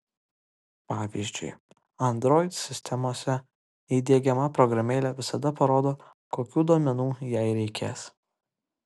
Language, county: Lithuanian, Kaunas